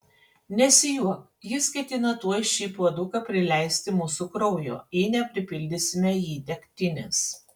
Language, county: Lithuanian, Panevėžys